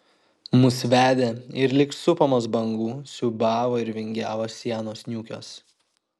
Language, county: Lithuanian, Kaunas